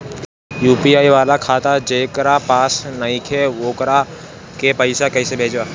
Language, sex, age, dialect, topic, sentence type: Bhojpuri, male, <18, Northern, banking, question